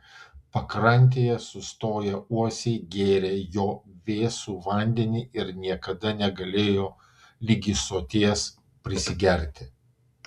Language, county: Lithuanian, Vilnius